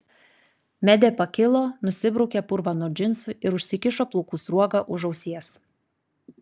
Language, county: Lithuanian, Klaipėda